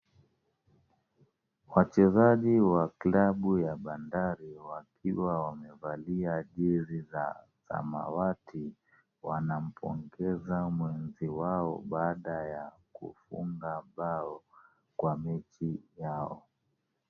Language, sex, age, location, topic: Swahili, male, 36-49, Kisumu, government